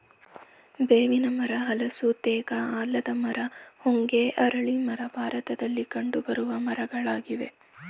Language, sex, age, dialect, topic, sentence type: Kannada, male, 18-24, Mysore Kannada, agriculture, statement